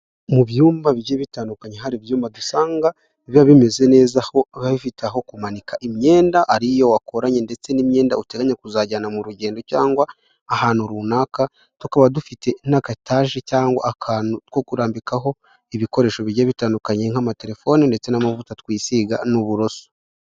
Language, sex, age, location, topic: Kinyarwanda, male, 18-24, Huye, education